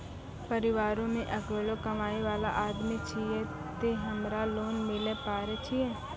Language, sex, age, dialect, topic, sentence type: Maithili, female, 18-24, Angika, banking, question